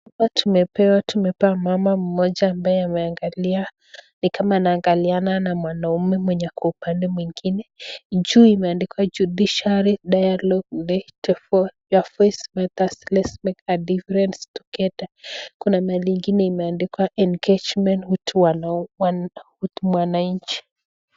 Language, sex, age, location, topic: Swahili, female, 25-35, Nakuru, government